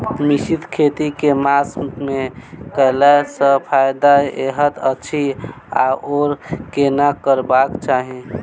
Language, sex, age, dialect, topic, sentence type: Maithili, male, 18-24, Southern/Standard, agriculture, question